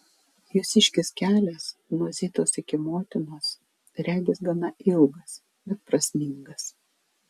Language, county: Lithuanian, Vilnius